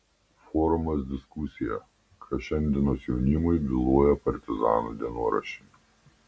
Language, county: Lithuanian, Panevėžys